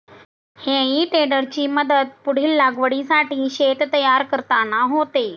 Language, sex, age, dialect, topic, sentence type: Marathi, female, 60-100, Standard Marathi, agriculture, statement